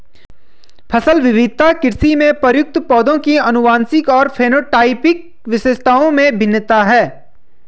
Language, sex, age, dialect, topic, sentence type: Hindi, male, 25-30, Hindustani Malvi Khadi Boli, agriculture, statement